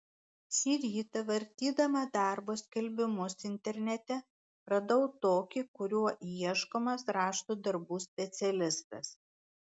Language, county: Lithuanian, Klaipėda